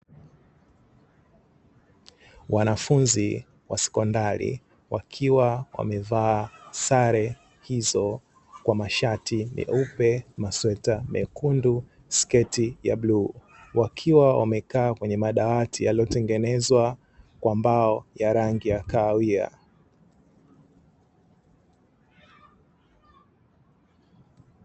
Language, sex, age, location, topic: Swahili, male, 25-35, Dar es Salaam, education